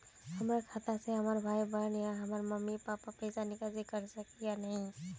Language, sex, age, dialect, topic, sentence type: Magahi, female, 18-24, Northeastern/Surjapuri, banking, question